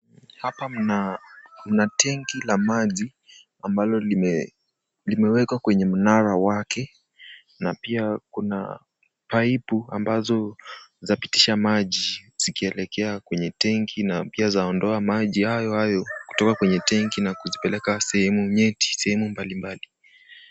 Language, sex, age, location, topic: Swahili, male, 18-24, Kisumu, government